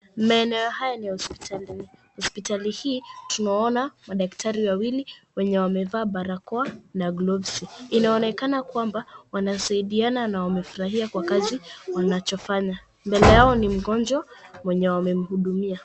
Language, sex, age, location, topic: Swahili, male, 36-49, Wajir, health